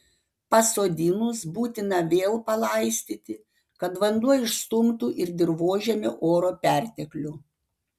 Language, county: Lithuanian, Panevėžys